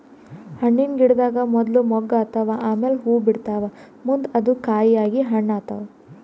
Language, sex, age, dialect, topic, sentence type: Kannada, female, 18-24, Northeastern, agriculture, statement